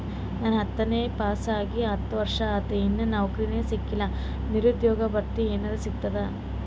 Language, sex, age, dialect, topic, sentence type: Kannada, female, 18-24, Northeastern, banking, question